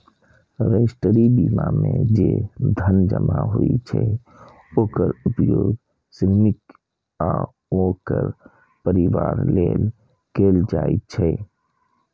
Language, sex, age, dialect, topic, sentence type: Maithili, male, 25-30, Eastern / Thethi, banking, statement